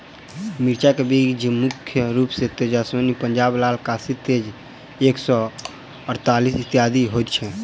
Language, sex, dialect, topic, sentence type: Maithili, male, Southern/Standard, agriculture, question